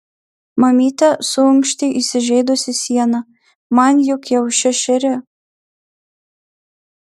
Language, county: Lithuanian, Marijampolė